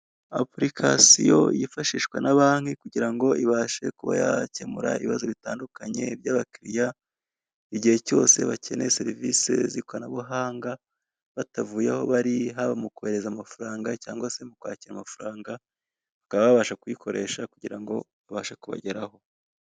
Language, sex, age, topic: Kinyarwanda, male, 25-35, finance